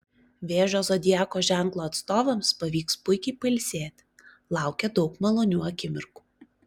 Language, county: Lithuanian, Klaipėda